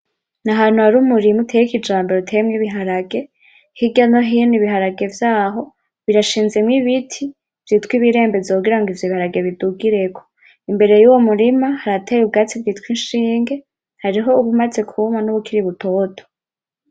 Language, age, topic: Rundi, 18-24, agriculture